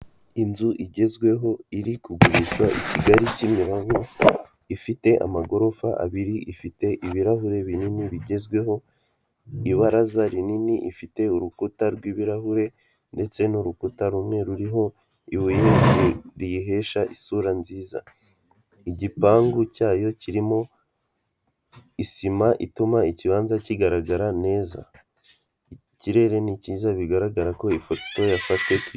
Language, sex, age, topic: Kinyarwanda, male, 18-24, finance